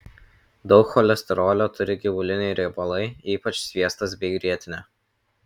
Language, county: Lithuanian, Kaunas